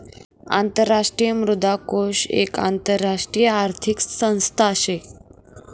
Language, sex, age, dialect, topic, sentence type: Marathi, female, 18-24, Northern Konkan, banking, statement